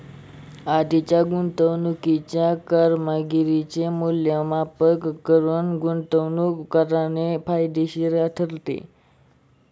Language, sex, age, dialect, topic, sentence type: Marathi, male, 25-30, Standard Marathi, banking, statement